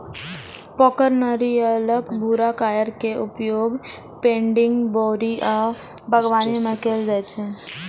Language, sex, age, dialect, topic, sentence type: Maithili, female, 18-24, Eastern / Thethi, agriculture, statement